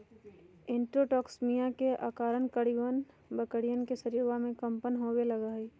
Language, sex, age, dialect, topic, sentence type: Magahi, female, 51-55, Western, agriculture, statement